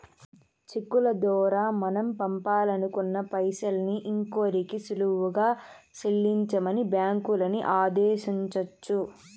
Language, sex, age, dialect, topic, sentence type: Telugu, female, 18-24, Southern, banking, statement